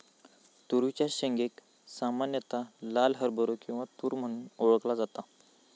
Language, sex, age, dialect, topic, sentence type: Marathi, male, 18-24, Southern Konkan, agriculture, statement